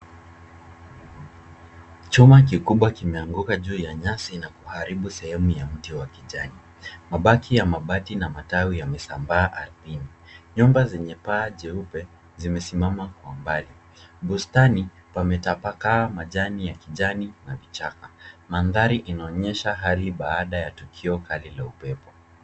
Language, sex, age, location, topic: Swahili, male, 25-35, Nairobi, health